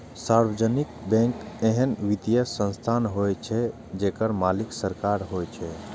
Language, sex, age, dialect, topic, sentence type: Maithili, male, 25-30, Eastern / Thethi, banking, statement